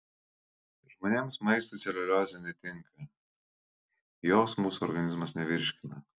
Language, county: Lithuanian, Kaunas